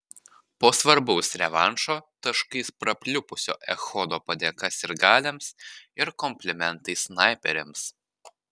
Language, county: Lithuanian, Panevėžys